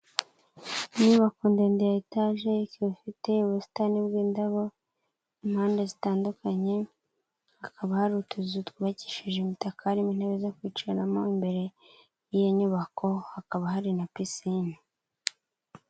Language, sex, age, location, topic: Kinyarwanda, male, 36-49, Kigali, finance